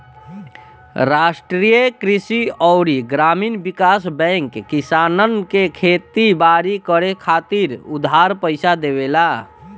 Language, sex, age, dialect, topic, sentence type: Bhojpuri, female, 51-55, Northern, banking, statement